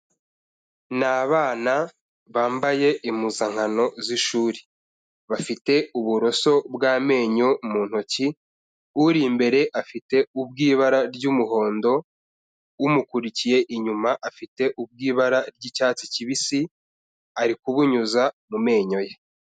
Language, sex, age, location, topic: Kinyarwanda, male, 25-35, Kigali, health